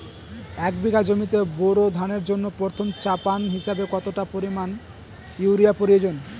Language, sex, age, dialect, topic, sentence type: Bengali, male, 18-24, Northern/Varendri, agriculture, question